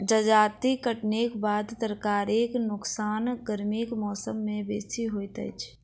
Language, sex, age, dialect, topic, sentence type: Maithili, female, 51-55, Southern/Standard, agriculture, statement